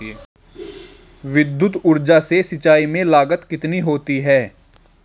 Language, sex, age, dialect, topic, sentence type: Hindi, male, 18-24, Marwari Dhudhari, agriculture, question